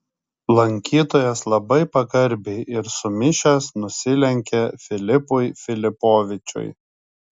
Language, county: Lithuanian, Kaunas